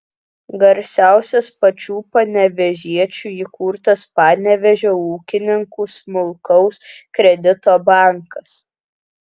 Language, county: Lithuanian, Kaunas